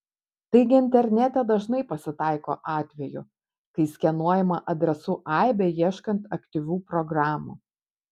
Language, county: Lithuanian, Panevėžys